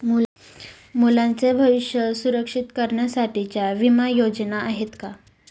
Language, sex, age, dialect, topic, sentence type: Marathi, female, 18-24, Standard Marathi, banking, question